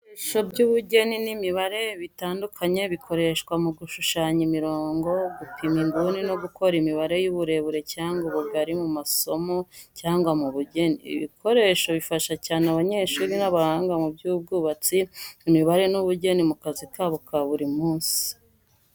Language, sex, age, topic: Kinyarwanda, female, 25-35, education